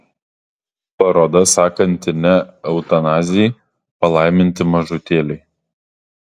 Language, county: Lithuanian, Kaunas